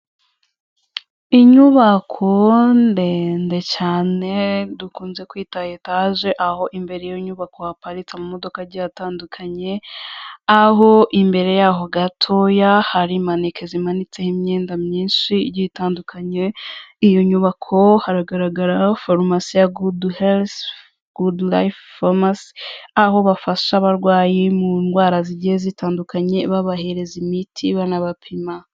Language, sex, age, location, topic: Kinyarwanda, female, 25-35, Kigali, health